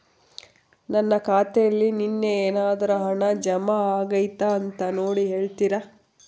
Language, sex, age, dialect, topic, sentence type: Kannada, female, 36-40, Central, banking, question